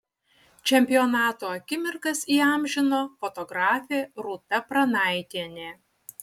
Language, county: Lithuanian, Utena